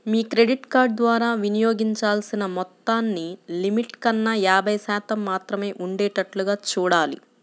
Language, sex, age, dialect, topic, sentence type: Telugu, female, 25-30, Central/Coastal, banking, statement